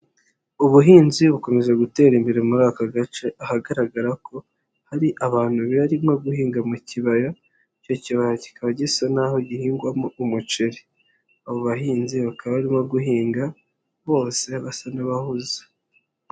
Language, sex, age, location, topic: Kinyarwanda, male, 50+, Nyagatare, agriculture